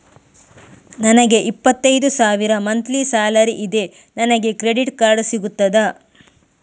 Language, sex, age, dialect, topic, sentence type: Kannada, female, 18-24, Coastal/Dakshin, banking, question